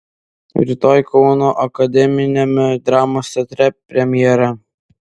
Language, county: Lithuanian, Vilnius